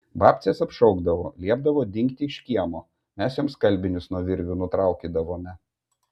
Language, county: Lithuanian, Vilnius